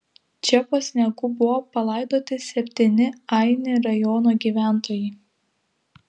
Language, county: Lithuanian, Klaipėda